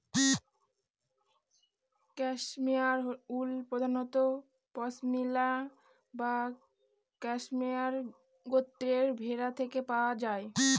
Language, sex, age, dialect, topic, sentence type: Bengali, female, 18-24, Northern/Varendri, agriculture, statement